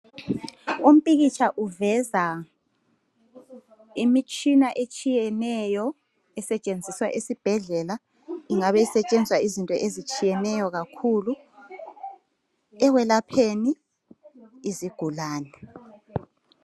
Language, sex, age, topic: North Ndebele, male, 36-49, health